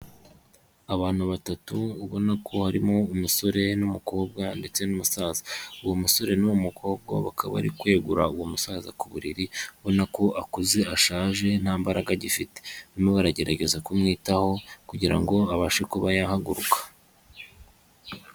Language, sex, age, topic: Kinyarwanda, male, 25-35, health